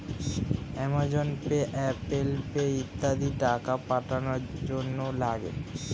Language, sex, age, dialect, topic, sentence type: Bengali, male, 18-24, Standard Colloquial, banking, statement